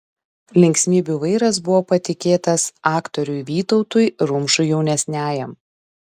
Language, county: Lithuanian, Šiauliai